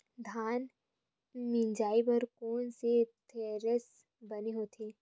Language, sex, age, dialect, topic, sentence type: Chhattisgarhi, female, 18-24, Western/Budati/Khatahi, agriculture, question